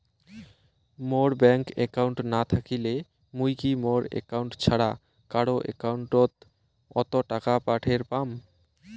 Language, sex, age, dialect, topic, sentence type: Bengali, male, 18-24, Rajbangshi, banking, question